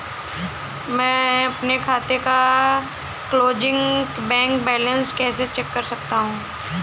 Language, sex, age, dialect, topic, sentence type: Hindi, female, 18-24, Awadhi Bundeli, banking, question